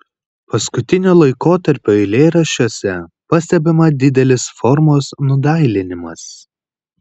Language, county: Lithuanian, Kaunas